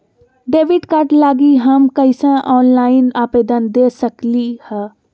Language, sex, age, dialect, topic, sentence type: Magahi, female, 25-30, Western, banking, question